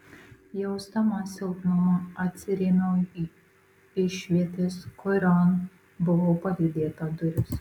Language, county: Lithuanian, Marijampolė